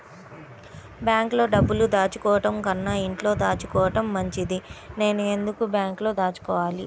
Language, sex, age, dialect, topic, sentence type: Telugu, female, 31-35, Central/Coastal, banking, question